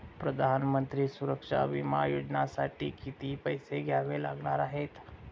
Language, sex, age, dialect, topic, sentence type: Marathi, male, 60-100, Standard Marathi, banking, statement